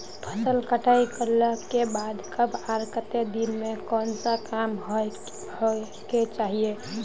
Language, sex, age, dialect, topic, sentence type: Magahi, female, 18-24, Northeastern/Surjapuri, agriculture, question